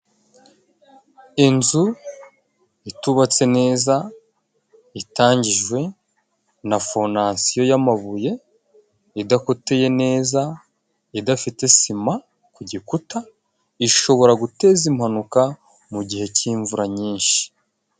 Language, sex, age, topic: Kinyarwanda, male, 25-35, health